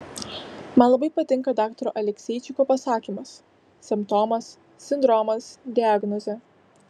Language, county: Lithuanian, Vilnius